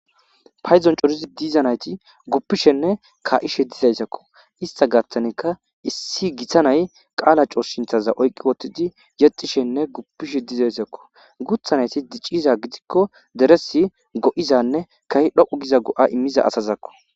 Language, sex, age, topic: Gamo, male, 25-35, government